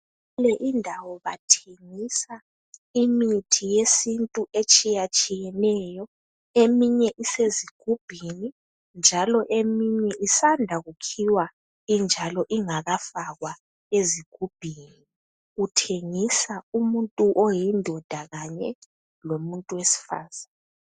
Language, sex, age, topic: North Ndebele, female, 18-24, health